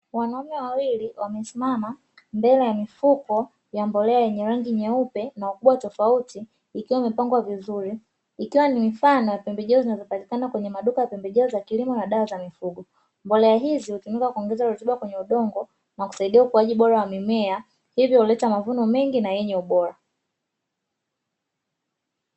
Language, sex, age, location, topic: Swahili, female, 25-35, Dar es Salaam, agriculture